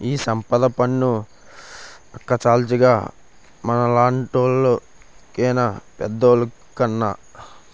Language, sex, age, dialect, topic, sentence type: Telugu, male, 18-24, Utterandhra, banking, statement